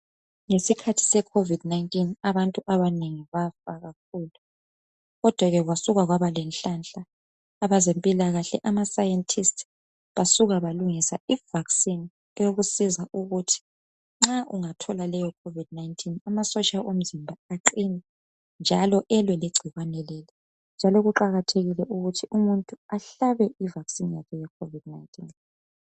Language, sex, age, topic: North Ndebele, female, 25-35, health